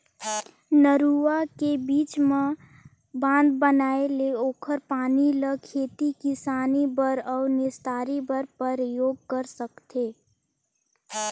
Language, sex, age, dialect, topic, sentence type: Chhattisgarhi, female, 18-24, Northern/Bhandar, agriculture, statement